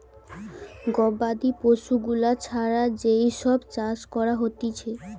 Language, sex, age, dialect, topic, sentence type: Bengali, female, 18-24, Western, agriculture, statement